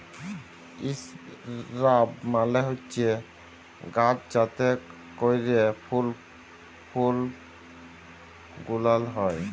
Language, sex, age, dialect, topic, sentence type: Bengali, male, 18-24, Jharkhandi, agriculture, statement